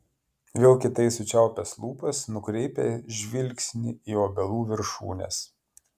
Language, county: Lithuanian, Klaipėda